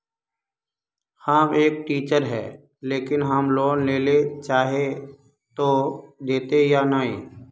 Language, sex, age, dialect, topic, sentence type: Magahi, male, 25-30, Northeastern/Surjapuri, banking, question